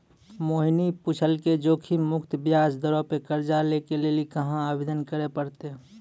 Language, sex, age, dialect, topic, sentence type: Maithili, male, 56-60, Angika, banking, statement